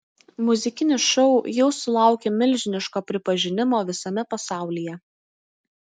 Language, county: Lithuanian, Utena